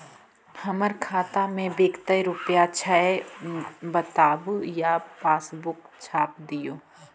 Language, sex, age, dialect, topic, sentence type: Magahi, female, 25-30, Central/Standard, banking, question